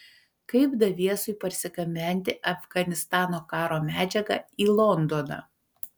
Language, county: Lithuanian, Panevėžys